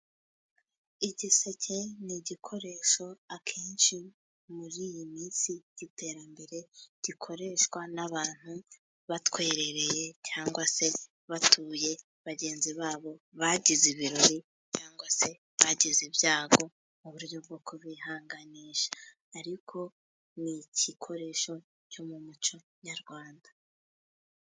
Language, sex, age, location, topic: Kinyarwanda, female, 18-24, Musanze, government